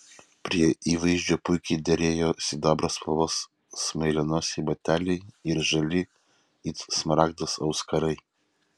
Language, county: Lithuanian, Vilnius